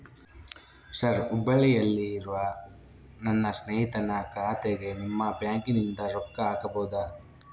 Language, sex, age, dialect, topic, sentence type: Kannada, male, 41-45, Central, banking, question